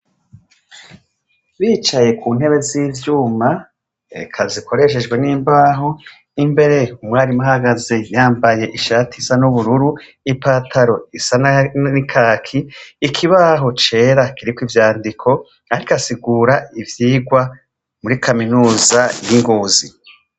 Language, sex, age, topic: Rundi, female, 25-35, education